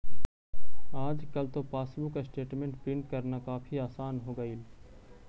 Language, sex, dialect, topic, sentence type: Magahi, male, Central/Standard, banking, statement